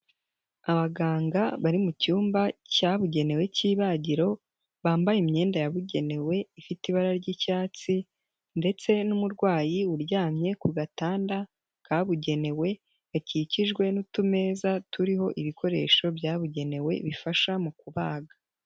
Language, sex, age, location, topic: Kinyarwanda, female, 18-24, Nyagatare, health